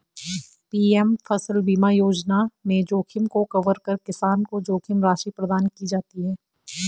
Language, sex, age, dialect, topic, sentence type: Hindi, female, 25-30, Garhwali, agriculture, statement